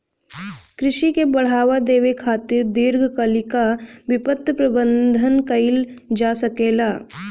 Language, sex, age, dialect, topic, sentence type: Bhojpuri, female, 18-24, Southern / Standard, banking, statement